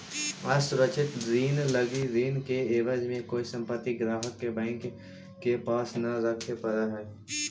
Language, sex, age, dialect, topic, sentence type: Magahi, male, 25-30, Central/Standard, banking, statement